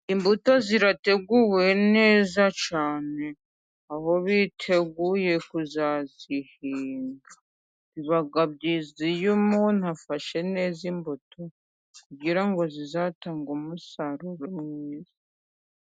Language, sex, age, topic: Kinyarwanda, female, 25-35, agriculture